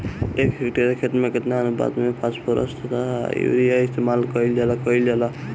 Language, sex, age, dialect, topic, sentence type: Bhojpuri, male, 18-24, Northern, agriculture, question